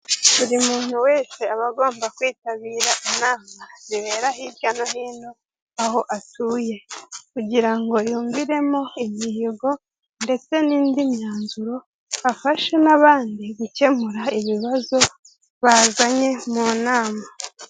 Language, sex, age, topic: Kinyarwanda, female, 18-24, government